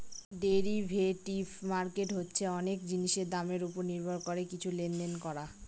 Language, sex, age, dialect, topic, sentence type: Bengali, female, 25-30, Northern/Varendri, banking, statement